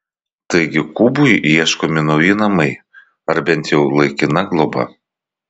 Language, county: Lithuanian, Vilnius